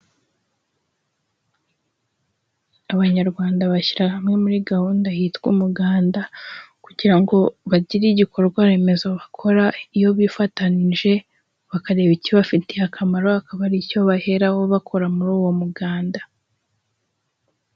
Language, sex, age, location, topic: Kinyarwanda, female, 18-24, Huye, agriculture